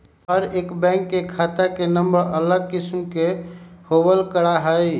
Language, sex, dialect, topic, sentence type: Magahi, male, Western, banking, statement